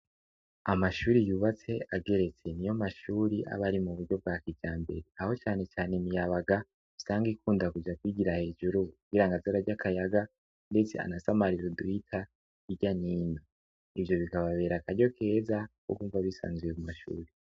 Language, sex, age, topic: Rundi, male, 18-24, education